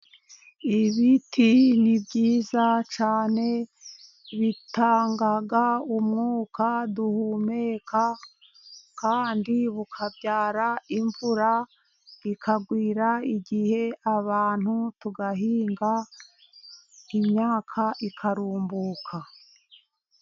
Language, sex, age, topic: Kinyarwanda, female, 50+, agriculture